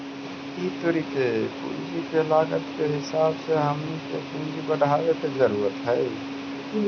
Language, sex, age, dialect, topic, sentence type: Magahi, male, 18-24, Central/Standard, banking, statement